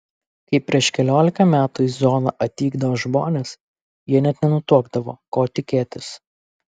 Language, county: Lithuanian, Kaunas